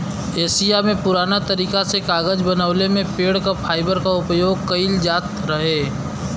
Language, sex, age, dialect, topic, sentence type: Bhojpuri, male, 25-30, Western, agriculture, statement